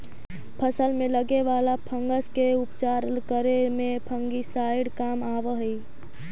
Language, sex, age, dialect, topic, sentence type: Magahi, female, 25-30, Central/Standard, banking, statement